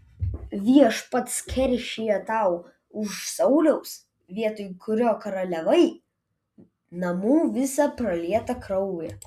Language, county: Lithuanian, Vilnius